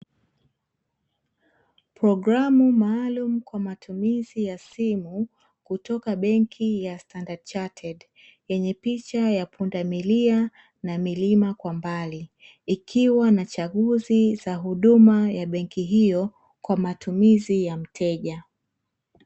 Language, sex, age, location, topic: Swahili, female, 25-35, Dar es Salaam, finance